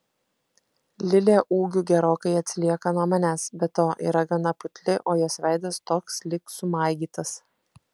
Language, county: Lithuanian, Kaunas